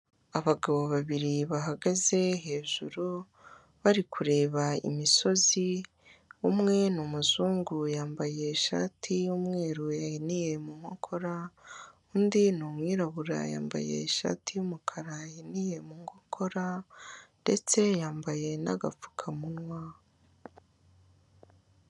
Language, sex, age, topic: Kinyarwanda, male, 18-24, finance